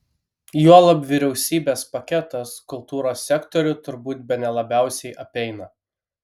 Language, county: Lithuanian, Kaunas